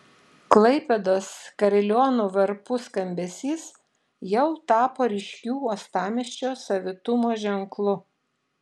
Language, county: Lithuanian, Šiauliai